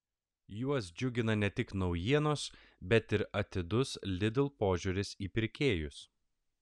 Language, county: Lithuanian, Klaipėda